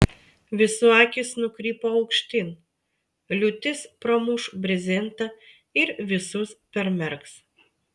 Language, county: Lithuanian, Vilnius